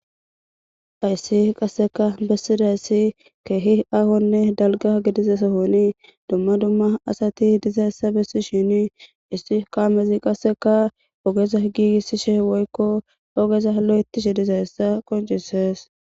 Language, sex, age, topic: Gamo, female, 18-24, government